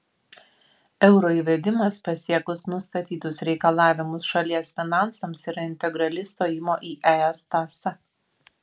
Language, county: Lithuanian, Vilnius